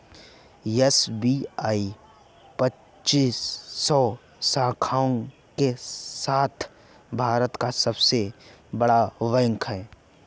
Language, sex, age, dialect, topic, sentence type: Hindi, male, 25-30, Awadhi Bundeli, banking, statement